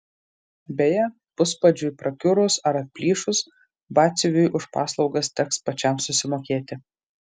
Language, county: Lithuanian, Marijampolė